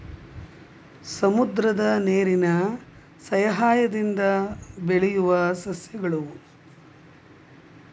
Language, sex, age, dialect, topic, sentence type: Kannada, female, 60-100, Dharwad Kannada, agriculture, statement